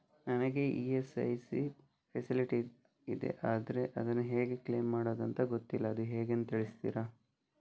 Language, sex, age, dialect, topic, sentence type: Kannada, male, 18-24, Coastal/Dakshin, banking, question